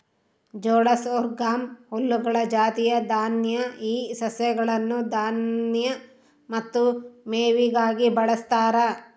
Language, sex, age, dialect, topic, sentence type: Kannada, female, 36-40, Central, agriculture, statement